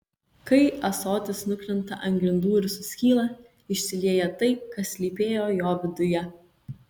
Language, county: Lithuanian, Kaunas